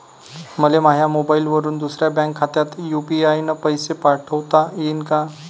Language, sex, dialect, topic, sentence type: Marathi, male, Varhadi, banking, question